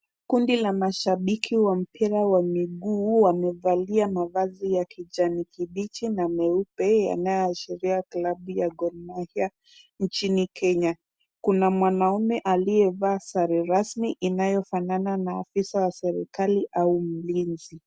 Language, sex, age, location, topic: Swahili, female, 25-35, Kisumu, government